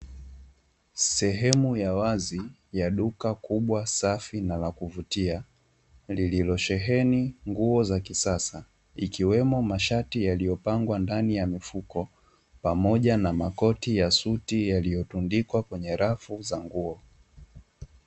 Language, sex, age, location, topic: Swahili, male, 18-24, Dar es Salaam, finance